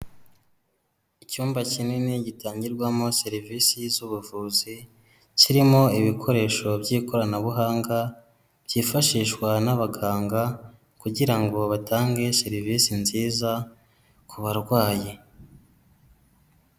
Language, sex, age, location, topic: Kinyarwanda, female, 18-24, Kigali, health